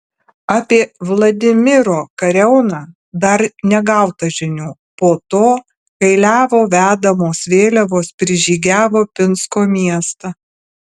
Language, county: Lithuanian, Alytus